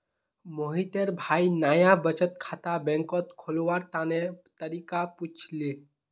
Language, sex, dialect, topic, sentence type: Magahi, male, Northeastern/Surjapuri, banking, statement